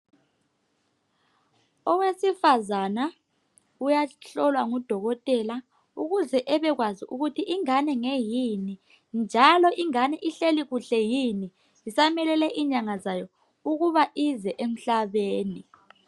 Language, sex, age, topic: North Ndebele, male, 25-35, health